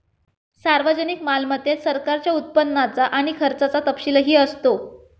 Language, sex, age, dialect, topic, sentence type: Marathi, female, 25-30, Standard Marathi, banking, statement